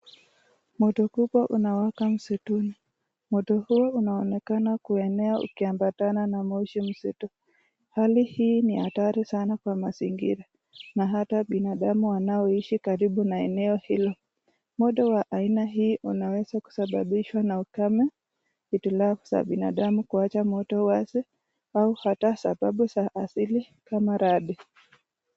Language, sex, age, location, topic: Swahili, female, 25-35, Nakuru, health